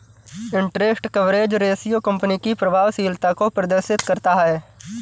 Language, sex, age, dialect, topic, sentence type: Hindi, male, 18-24, Awadhi Bundeli, banking, statement